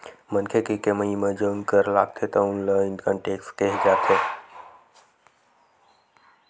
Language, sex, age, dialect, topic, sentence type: Chhattisgarhi, male, 56-60, Western/Budati/Khatahi, banking, statement